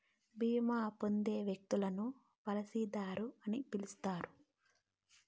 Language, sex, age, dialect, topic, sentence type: Telugu, female, 25-30, Southern, banking, statement